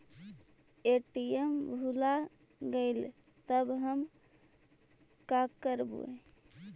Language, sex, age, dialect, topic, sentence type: Magahi, female, 18-24, Central/Standard, banking, question